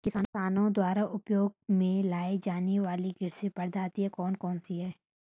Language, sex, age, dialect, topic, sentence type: Hindi, female, 18-24, Hindustani Malvi Khadi Boli, agriculture, question